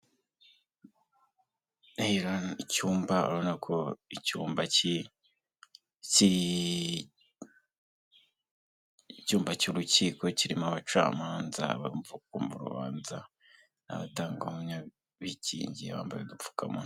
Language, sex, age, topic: Kinyarwanda, male, 18-24, government